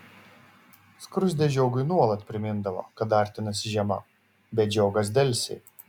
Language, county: Lithuanian, Šiauliai